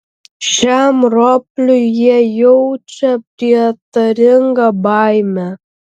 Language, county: Lithuanian, Vilnius